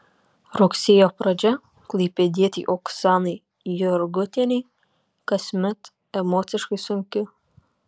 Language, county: Lithuanian, Panevėžys